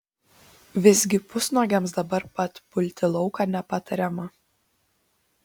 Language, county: Lithuanian, Šiauliai